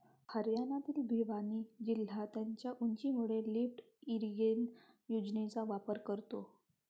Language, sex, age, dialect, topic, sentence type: Marathi, female, 18-24, Varhadi, agriculture, statement